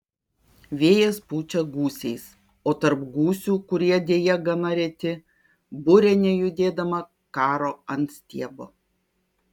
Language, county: Lithuanian, Kaunas